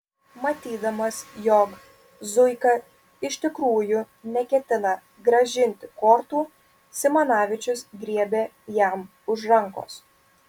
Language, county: Lithuanian, Vilnius